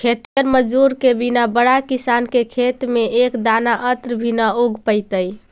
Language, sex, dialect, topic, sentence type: Magahi, female, Central/Standard, banking, statement